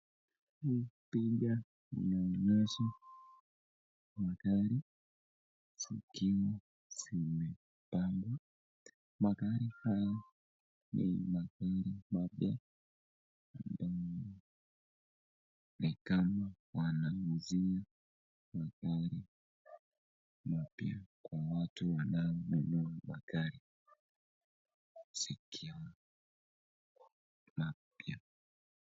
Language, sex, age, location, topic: Swahili, male, 25-35, Nakuru, finance